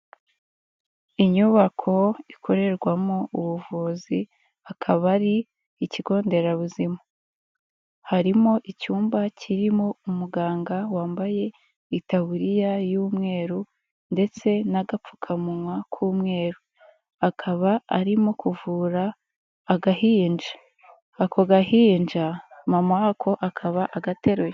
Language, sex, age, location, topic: Kinyarwanda, female, 25-35, Kigali, health